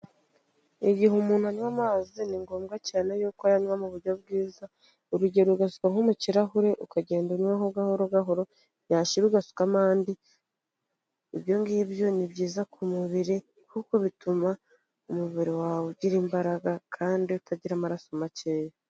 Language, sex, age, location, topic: Kinyarwanda, female, 25-35, Kigali, health